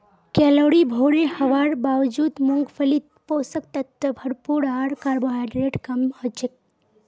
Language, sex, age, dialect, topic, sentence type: Magahi, female, 18-24, Northeastern/Surjapuri, agriculture, statement